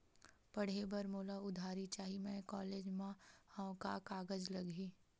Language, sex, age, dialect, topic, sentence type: Chhattisgarhi, female, 18-24, Western/Budati/Khatahi, banking, question